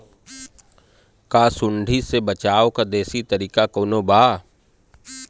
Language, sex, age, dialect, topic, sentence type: Bhojpuri, male, 36-40, Western, agriculture, question